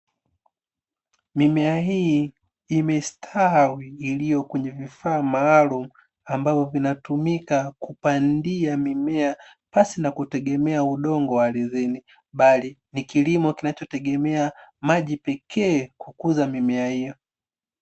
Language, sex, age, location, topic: Swahili, male, 25-35, Dar es Salaam, agriculture